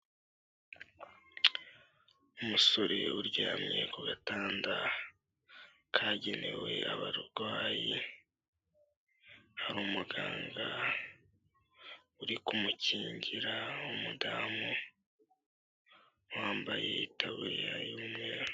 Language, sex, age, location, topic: Kinyarwanda, male, 18-24, Kigali, health